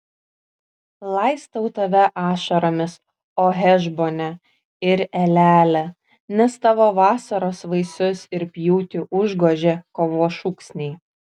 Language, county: Lithuanian, Kaunas